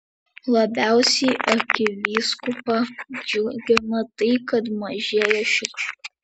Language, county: Lithuanian, Vilnius